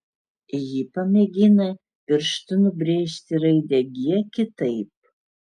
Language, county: Lithuanian, Utena